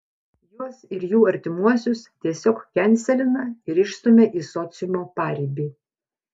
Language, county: Lithuanian, Panevėžys